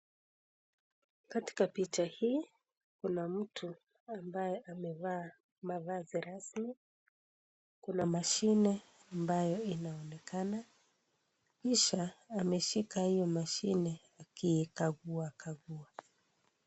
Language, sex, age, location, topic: Swahili, female, 36-49, Kisii, health